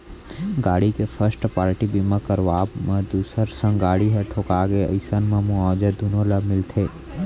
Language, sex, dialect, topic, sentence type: Chhattisgarhi, male, Central, banking, statement